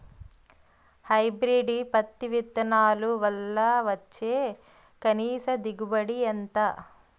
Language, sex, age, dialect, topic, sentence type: Telugu, female, 31-35, Utterandhra, agriculture, question